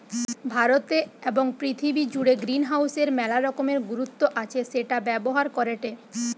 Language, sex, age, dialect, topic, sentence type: Bengali, female, 18-24, Western, agriculture, statement